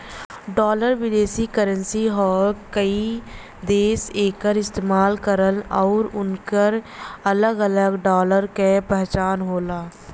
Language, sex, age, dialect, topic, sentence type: Bhojpuri, female, 25-30, Western, banking, statement